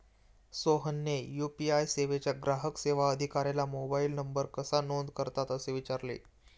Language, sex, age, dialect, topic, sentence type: Marathi, male, 18-24, Standard Marathi, banking, statement